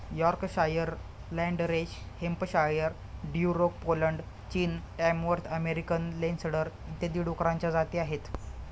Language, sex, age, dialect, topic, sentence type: Marathi, male, 25-30, Standard Marathi, agriculture, statement